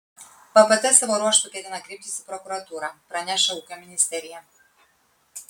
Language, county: Lithuanian, Kaunas